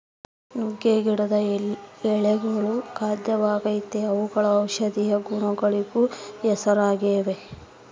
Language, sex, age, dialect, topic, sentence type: Kannada, male, 41-45, Central, agriculture, statement